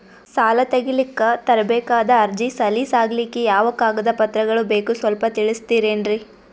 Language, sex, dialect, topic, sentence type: Kannada, female, Northeastern, banking, question